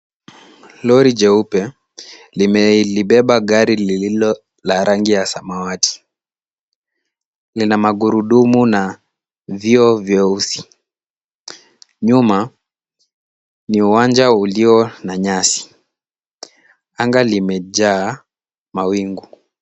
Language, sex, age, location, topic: Swahili, male, 18-24, Kisumu, finance